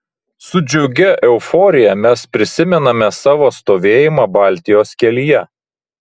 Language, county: Lithuanian, Vilnius